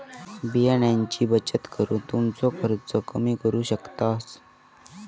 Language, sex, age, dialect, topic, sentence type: Marathi, male, 31-35, Southern Konkan, agriculture, statement